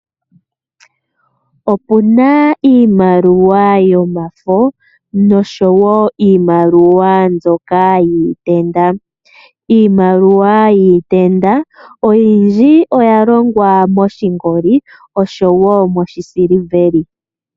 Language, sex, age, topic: Oshiwambo, female, 36-49, finance